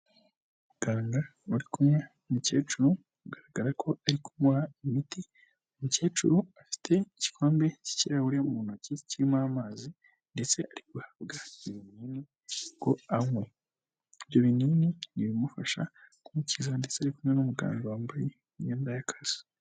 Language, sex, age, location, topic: Kinyarwanda, female, 18-24, Huye, health